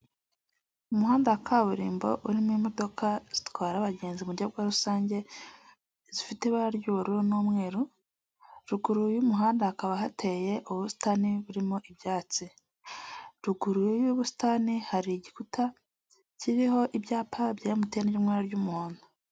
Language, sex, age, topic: Kinyarwanda, female, 25-35, government